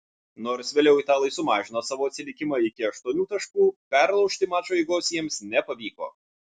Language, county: Lithuanian, Vilnius